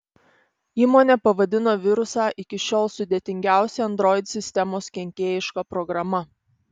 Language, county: Lithuanian, Panevėžys